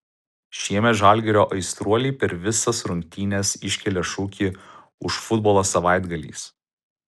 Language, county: Lithuanian, Utena